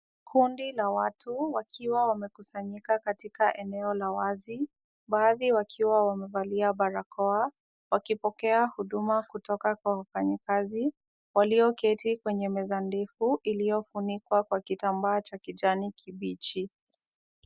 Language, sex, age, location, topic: Swahili, female, 18-24, Kisumu, government